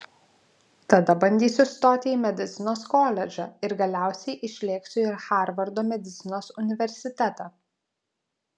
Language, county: Lithuanian, Vilnius